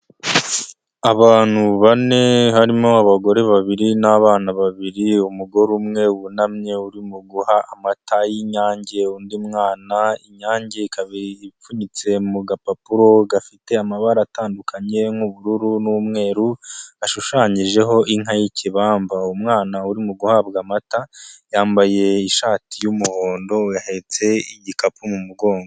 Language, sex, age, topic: Kinyarwanda, male, 25-35, health